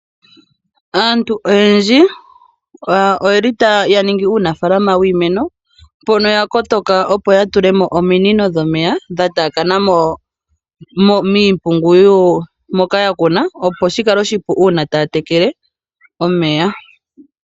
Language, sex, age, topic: Oshiwambo, female, 25-35, agriculture